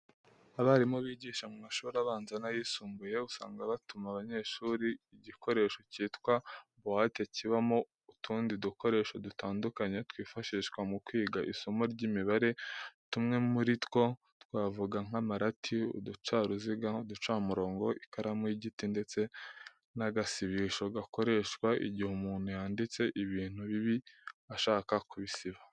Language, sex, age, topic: Kinyarwanda, male, 18-24, education